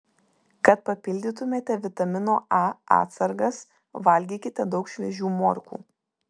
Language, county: Lithuanian, Vilnius